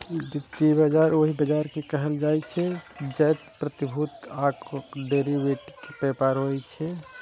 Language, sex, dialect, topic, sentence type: Maithili, male, Eastern / Thethi, banking, statement